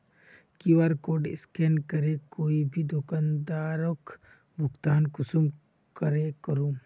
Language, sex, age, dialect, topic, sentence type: Magahi, male, 25-30, Northeastern/Surjapuri, banking, question